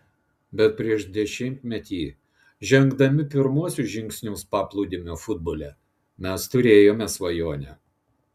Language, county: Lithuanian, Klaipėda